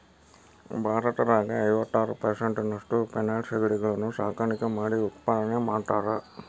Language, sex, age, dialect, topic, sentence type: Kannada, male, 60-100, Dharwad Kannada, agriculture, statement